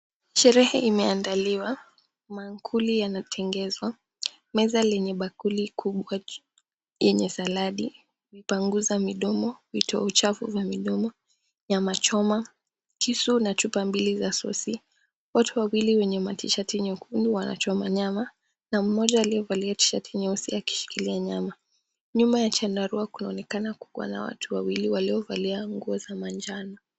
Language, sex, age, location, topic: Swahili, female, 18-24, Mombasa, agriculture